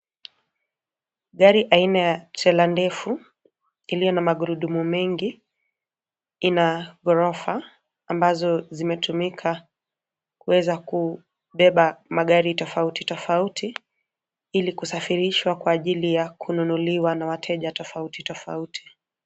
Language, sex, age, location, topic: Swahili, female, 25-35, Nairobi, finance